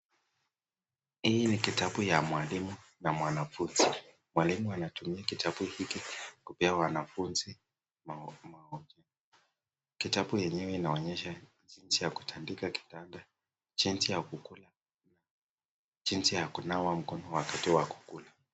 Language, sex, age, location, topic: Swahili, male, 18-24, Nakuru, education